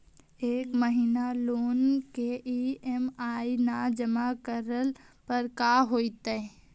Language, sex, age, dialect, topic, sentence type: Magahi, male, 18-24, Central/Standard, banking, question